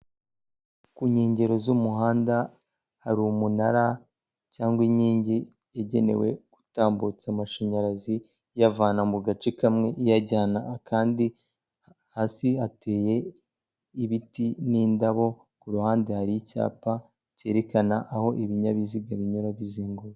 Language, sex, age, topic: Kinyarwanda, female, 18-24, government